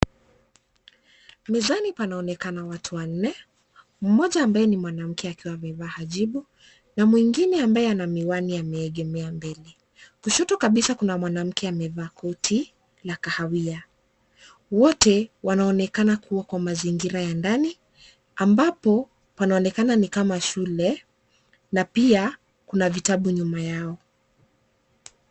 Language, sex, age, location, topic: Swahili, female, 25-35, Nairobi, education